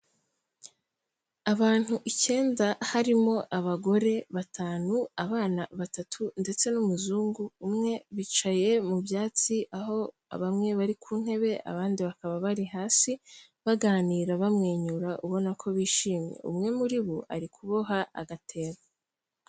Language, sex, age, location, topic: Kinyarwanda, female, 18-24, Kigali, health